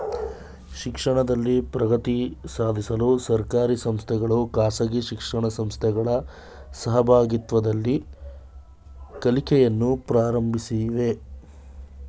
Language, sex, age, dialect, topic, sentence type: Kannada, male, 18-24, Mysore Kannada, banking, statement